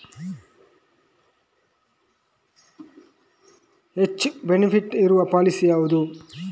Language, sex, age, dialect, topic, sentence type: Kannada, male, 18-24, Coastal/Dakshin, banking, question